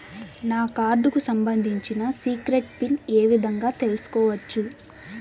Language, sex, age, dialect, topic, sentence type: Telugu, female, 18-24, Southern, banking, question